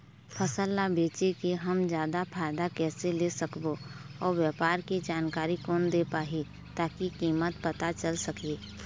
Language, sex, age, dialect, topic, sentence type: Chhattisgarhi, female, 25-30, Eastern, agriculture, question